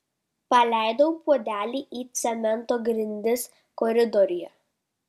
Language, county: Lithuanian, Kaunas